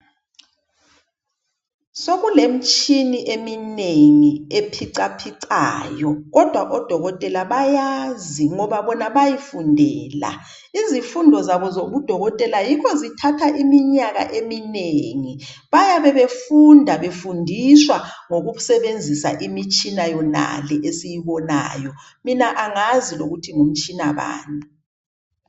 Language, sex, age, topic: North Ndebele, male, 36-49, health